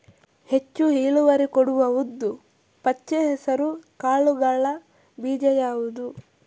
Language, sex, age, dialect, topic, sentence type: Kannada, male, 25-30, Coastal/Dakshin, agriculture, question